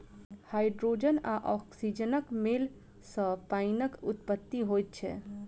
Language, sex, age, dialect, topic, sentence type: Maithili, female, 25-30, Southern/Standard, agriculture, statement